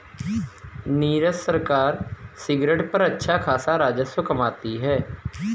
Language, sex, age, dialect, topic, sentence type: Hindi, male, 25-30, Kanauji Braj Bhasha, banking, statement